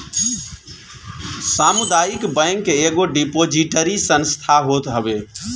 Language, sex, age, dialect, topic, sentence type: Bhojpuri, male, 41-45, Northern, banking, statement